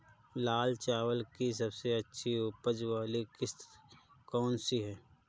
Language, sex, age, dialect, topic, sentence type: Hindi, male, 31-35, Awadhi Bundeli, agriculture, question